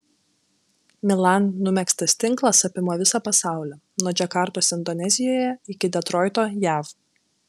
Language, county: Lithuanian, Klaipėda